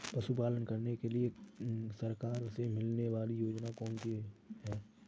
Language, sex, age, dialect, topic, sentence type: Hindi, male, 25-30, Kanauji Braj Bhasha, agriculture, question